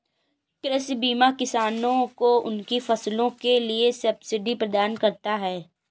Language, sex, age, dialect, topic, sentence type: Hindi, female, 18-24, Kanauji Braj Bhasha, agriculture, statement